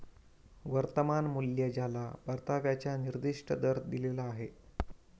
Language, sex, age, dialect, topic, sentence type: Marathi, female, 25-30, Northern Konkan, banking, statement